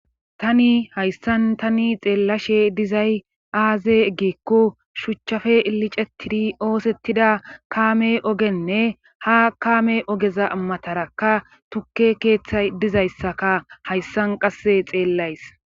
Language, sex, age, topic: Gamo, female, 25-35, government